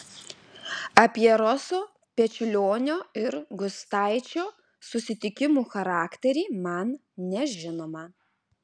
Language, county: Lithuanian, Alytus